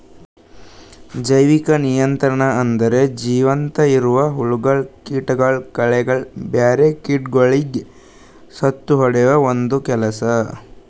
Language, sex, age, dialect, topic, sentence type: Kannada, male, 18-24, Northeastern, agriculture, statement